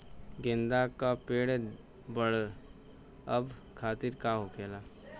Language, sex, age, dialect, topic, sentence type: Bhojpuri, male, 18-24, Western, agriculture, question